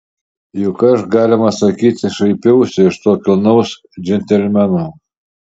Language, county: Lithuanian, Šiauliai